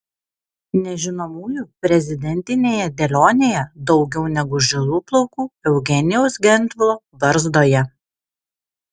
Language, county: Lithuanian, Kaunas